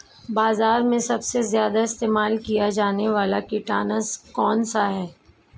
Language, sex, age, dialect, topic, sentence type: Hindi, female, 18-24, Marwari Dhudhari, agriculture, question